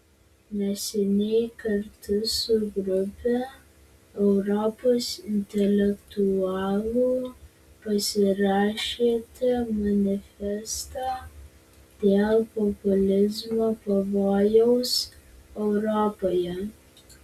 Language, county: Lithuanian, Vilnius